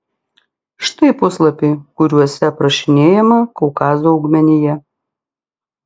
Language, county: Lithuanian, Klaipėda